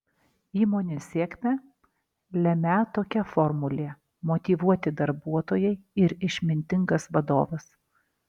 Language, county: Lithuanian, Alytus